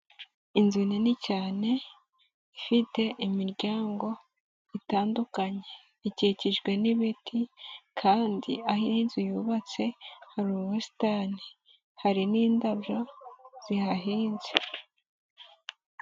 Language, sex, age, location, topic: Kinyarwanda, female, 18-24, Nyagatare, finance